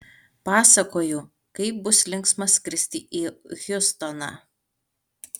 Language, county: Lithuanian, Alytus